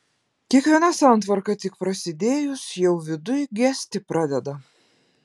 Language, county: Lithuanian, Klaipėda